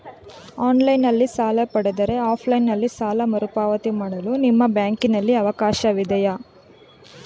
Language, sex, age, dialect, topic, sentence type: Kannada, female, 25-30, Mysore Kannada, banking, question